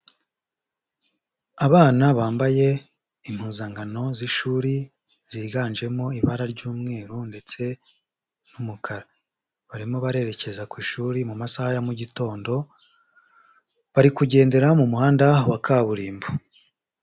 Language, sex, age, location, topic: Kinyarwanda, male, 25-35, Huye, education